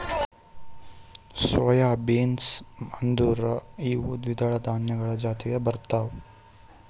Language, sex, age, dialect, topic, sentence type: Kannada, male, 18-24, Northeastern, agriculture, statement